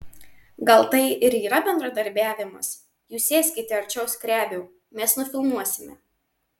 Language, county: Lithuanian, Marijampolė